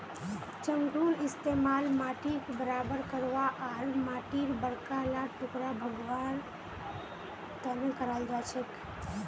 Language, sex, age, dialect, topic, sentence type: Magahi, female, 18-24, Northeastern/Surjapuri, agriculture, statement